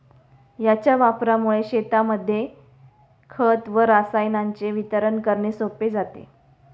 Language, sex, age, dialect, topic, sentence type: Marathi, female, 36-40, Standard Marathi, agriculture, statement